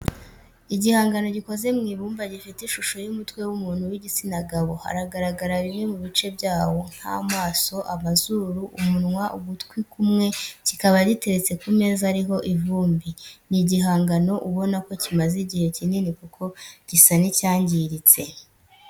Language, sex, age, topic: Kinyarwanda, male, 18-24, education